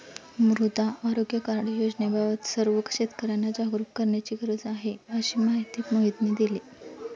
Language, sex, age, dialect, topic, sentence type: Marathi, female, 25-30, Standard Marathi, agriculture, statement